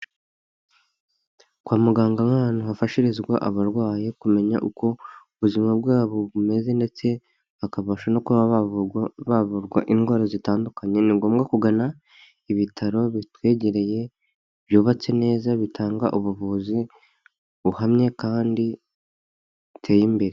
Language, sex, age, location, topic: Kinyarwanda, male, 25-35, Huye, health